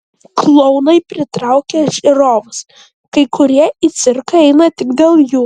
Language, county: Lithuanian, Vilnius